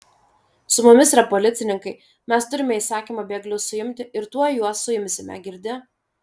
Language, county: Lithuanian, Vilnius